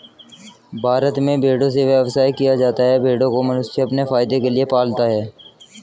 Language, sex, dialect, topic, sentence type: Hindi, male, Hindustani Malvi Khadi Boli, agriculture, statement